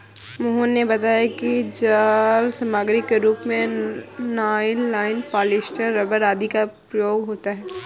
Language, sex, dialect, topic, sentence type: Hindi, female, Kanauji Braj Bhasha, agriculture, statement